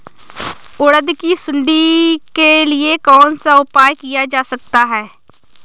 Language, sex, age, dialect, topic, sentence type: Hindi, female, 25-30, Awadhi Bundeli, agriculture, question